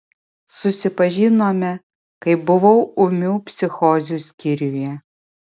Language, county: Lithuanian, Utena